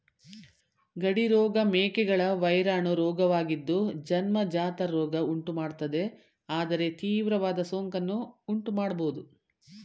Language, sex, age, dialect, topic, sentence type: Kannada, female, 51-55, Mysore Kannada, agriculture, statement